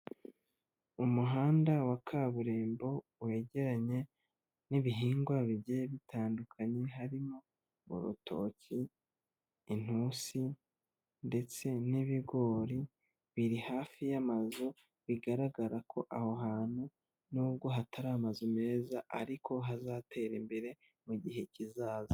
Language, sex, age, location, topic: Kinyarwanda, male, 25-35, Nyagatare, agriculture